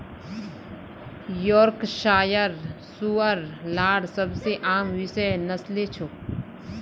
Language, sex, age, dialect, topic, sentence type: Magahi, female, 25-30, Northeastern/Surjapuri, agriculture, statement